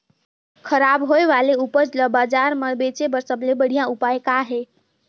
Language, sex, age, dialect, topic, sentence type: Chhattisgarhi, female, 18-24, Northern/Bhandar, agriculture, statement